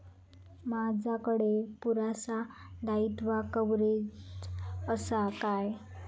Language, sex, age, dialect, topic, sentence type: Marathi, female, 25-30, Southern Konkan, banking, question